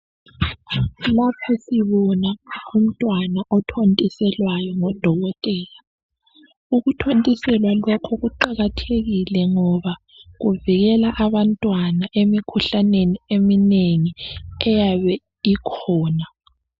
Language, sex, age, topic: North Ndebele, female, 25-35, health